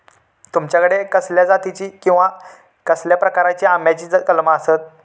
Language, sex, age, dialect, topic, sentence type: Marathi, male, 18-24, Southern Konkan, agriculture, question